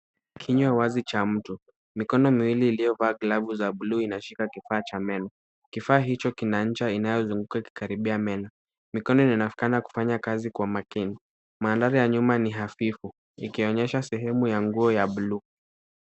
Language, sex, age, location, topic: Swahili, male, 18-24, Kisumu, health